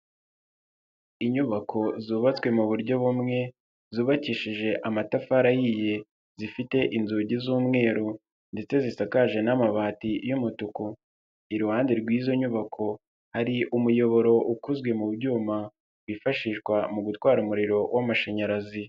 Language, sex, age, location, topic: Kinyarwanda, male, 25-35, Nyagatare, government